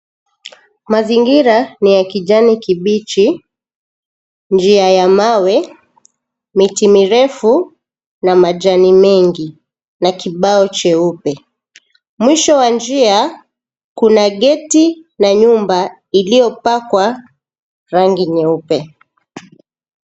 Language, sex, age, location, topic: Swahili, female, 25-35, Mombasa, agriculture